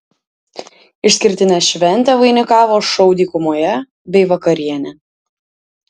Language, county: Lithuanian, Alytus